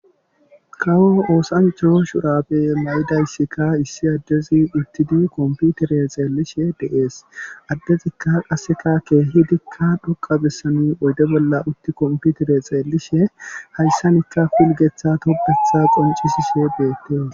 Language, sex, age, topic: Gamo, male, 36-49, government